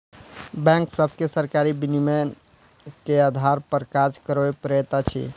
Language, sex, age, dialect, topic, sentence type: Maithili, male, 46-50, Southern/Standard, banking, statement